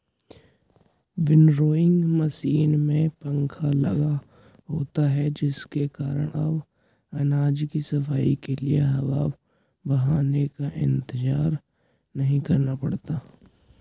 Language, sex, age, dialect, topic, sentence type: Hindi, male, 18-24, Hindustani Malvi Khadi Boli, agriculture, statement